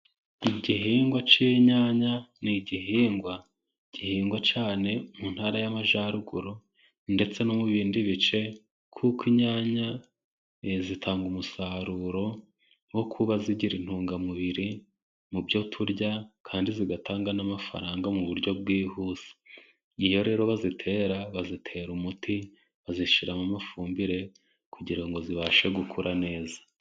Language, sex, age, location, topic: Kinyarwanda, male, 25-35, Musanze, agriculture